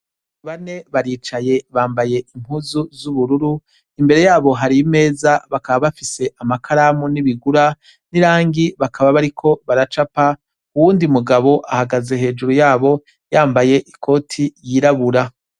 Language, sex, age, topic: Rundi, male, 36-49, education